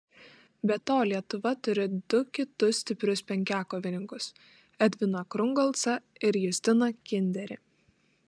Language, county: Lithuanian, Klaipėda